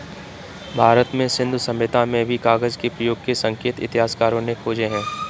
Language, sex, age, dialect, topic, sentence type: Hindi, male, 25-30, Kanauji Braj Bhasha, agriculture, statement